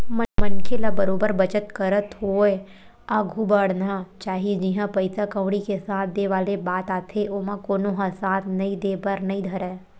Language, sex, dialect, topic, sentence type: Chhattisgarhi, female, Western/Budati/Khatahi, banking, statement